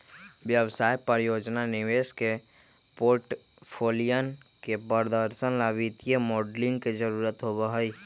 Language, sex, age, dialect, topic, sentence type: Magahi, male, 31-35, Western, banking, statement